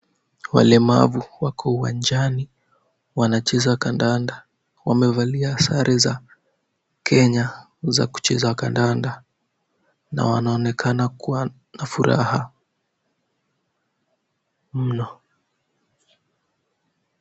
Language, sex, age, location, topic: Swahili, male, 18-24, Kisumu, education